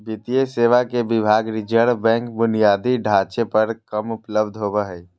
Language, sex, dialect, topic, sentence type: Magahi, female, Southern, banking, statement